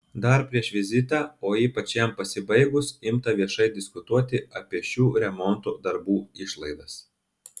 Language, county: Lithuanian, Telšiai